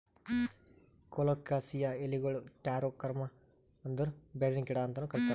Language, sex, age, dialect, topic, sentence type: Kannada, male, 31-35, Northeastern, agriculture, statement